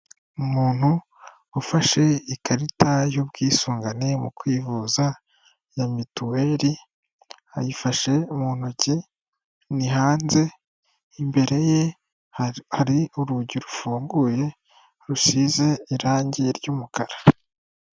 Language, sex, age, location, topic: Kinyarwanda, female, 18-24, Kigali, finance